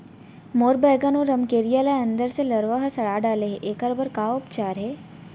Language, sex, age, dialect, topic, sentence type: Chhattisgarhi, female, 18-24, Central, agriculture, question